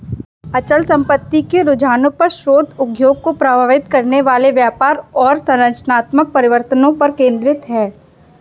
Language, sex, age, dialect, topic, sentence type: Hindi, female, 18-24, Kanauji Braj Bhasha, banking, statement